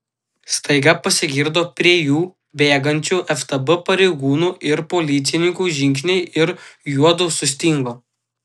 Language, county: Lithuanian, Utena